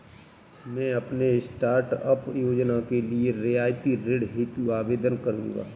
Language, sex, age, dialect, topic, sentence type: Hindi, male, 31-35, Kanauji Braj Bhasha, banking, statement